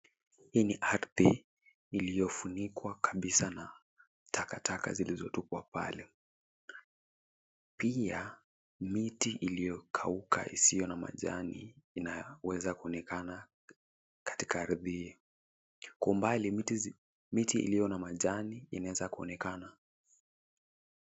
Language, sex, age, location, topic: Swahili, male, 18-24, Nairobi, health